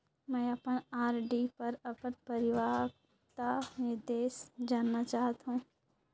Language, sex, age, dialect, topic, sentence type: Chhattisgarhi, female, 25-30, Northern/Bhandar, banking, statement